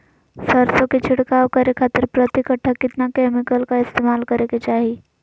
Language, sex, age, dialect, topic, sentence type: Magahi, female, 18-24, Southern, agriculture, question